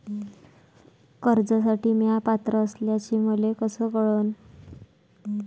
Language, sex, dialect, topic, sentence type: Marathi, female, Varhadi, banking, question